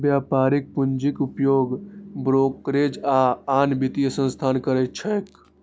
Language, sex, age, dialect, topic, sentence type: Maithili, male, 18-24, Eastern / Thethi, banking, statement